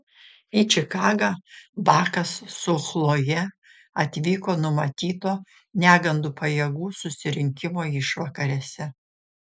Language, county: Lithuanian, Šiauliai